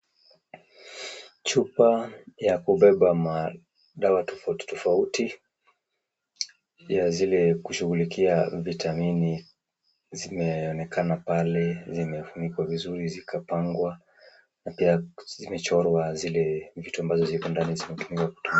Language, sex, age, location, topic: Swahili, male, 36-49, Kisumu, health